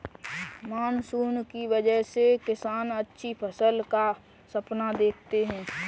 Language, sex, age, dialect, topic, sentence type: Hindi, female, 18-24, Kanauji Braj Bhasha, agriculture, statement